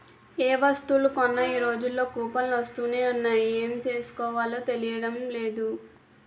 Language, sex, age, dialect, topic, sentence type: Telugu, female, 18-24, Utterandhra, banking, statement